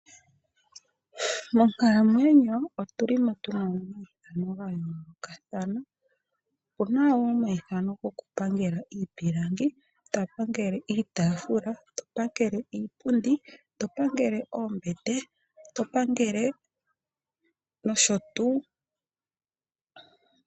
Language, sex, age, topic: Oshiwambo, female, 25-35, finance